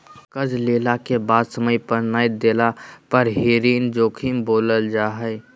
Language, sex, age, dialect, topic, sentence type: Magahi, male, 18-24, Southern, banking, statement